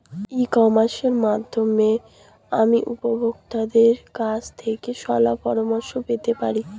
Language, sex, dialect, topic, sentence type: Bengali, female, Standard Colloquial, agriculture, question